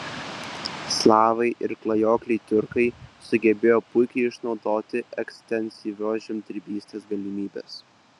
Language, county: Lithuanian, Vilnius